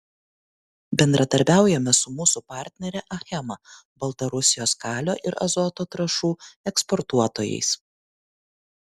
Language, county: Lithuanian, Kaunas